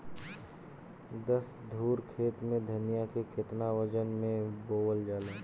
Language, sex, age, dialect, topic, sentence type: Bhojpuri, male, 18-24, Southern / Standard, agriculture, question